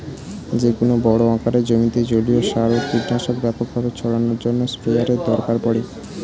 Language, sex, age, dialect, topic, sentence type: Bengali, male, 18-24, Standard Colloquial, agriculture, statement